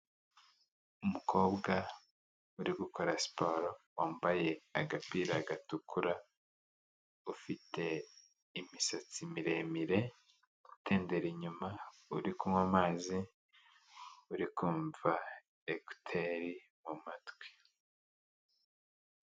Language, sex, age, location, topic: Kinyarwanda, male, 18-24, Huye, health